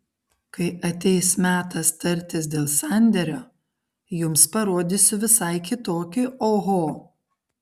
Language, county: Lithuanian, Kaunas